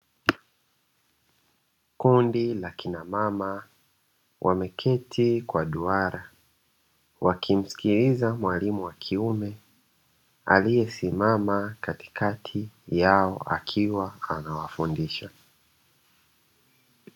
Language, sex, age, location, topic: Swahili, male, 25-35, Dar es Salaam, education